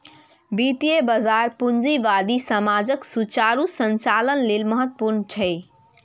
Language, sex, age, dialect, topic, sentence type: Maithili, female, 18-24, Eastern / Thethi, banking, statement